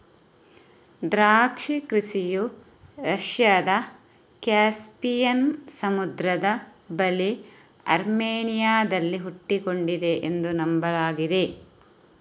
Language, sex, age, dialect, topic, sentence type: Kannada, female, 31-35, Coastal/Dakshin, agriculture, statement